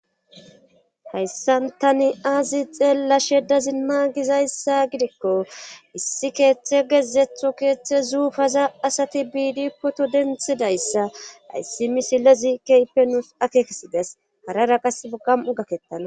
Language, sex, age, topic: Gamo, female, 25-35, government